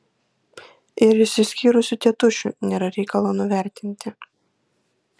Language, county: Lithuanian, Kaunas